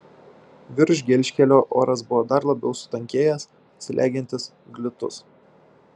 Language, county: Lithuanian, Šiauliai